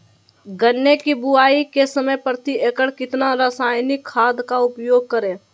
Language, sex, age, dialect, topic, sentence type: Magahi, male, 18-24, Western, agriculture, question